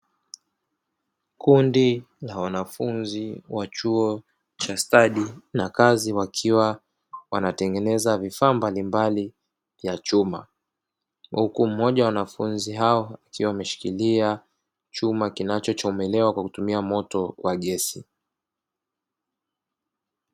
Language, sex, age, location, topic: Swahili, male, 36-49, Dar es Salaam, education